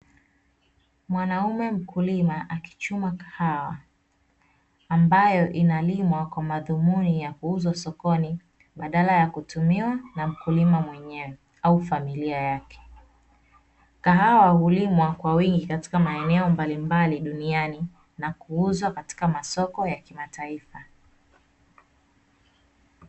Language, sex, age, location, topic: Swahili, female, 25-35, Dar es Salaam, agriculture